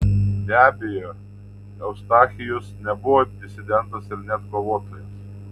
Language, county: Lithuanian, Tauragė